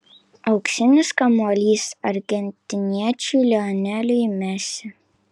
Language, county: Lithuanian, Kaunas